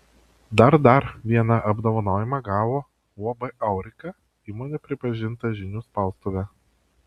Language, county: Lithuanian, Vilnius